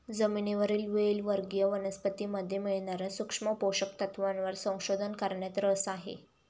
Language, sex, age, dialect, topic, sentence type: Marathi, female, 18-24, Standard Marathi, agriculture, statement